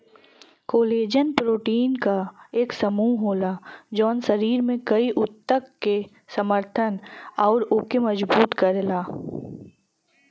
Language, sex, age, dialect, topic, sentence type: Bhojpuri, female, 25-30, Western, agriculture, statement